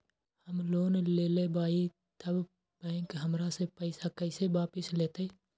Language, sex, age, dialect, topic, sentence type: Magahi, male, 18-24, Western, banking, question